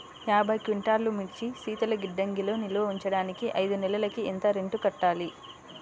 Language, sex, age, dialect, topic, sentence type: Telugu, female, 25-30, Central/Coastal, agriculture, question